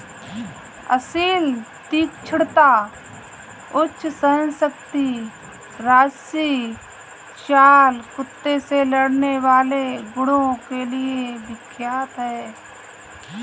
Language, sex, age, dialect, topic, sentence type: Hindi, female, 25-30, Kanauji Braj Bhasha, agriculture, statement